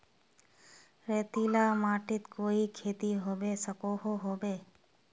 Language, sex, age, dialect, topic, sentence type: Magahi, female, 18-24, Northeastern/Surjapuri, agriculture, question